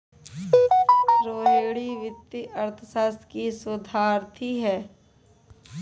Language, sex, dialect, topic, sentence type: Hindi, female, Kanauji Braj Bhasha, banking, statement